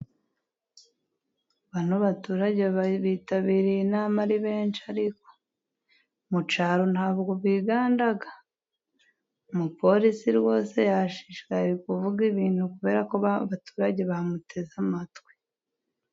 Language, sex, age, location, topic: Kinyarwanda, female, 25-35, Musanze, government